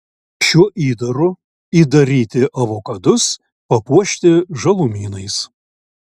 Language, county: Lithuanian, Šiauliai